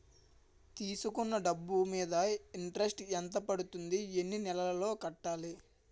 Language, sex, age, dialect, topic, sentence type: Telugu, male, 18-24, Utterandhra, banking, question